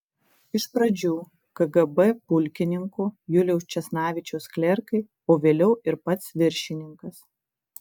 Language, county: Lithuanian, Kaunas